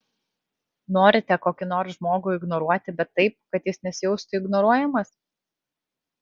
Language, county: Lithuanian, Kaunas